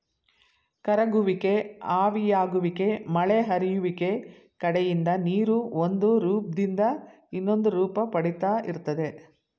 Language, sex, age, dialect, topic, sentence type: Kannada, female, 60-100, Mysore Kannada, agriculture, statement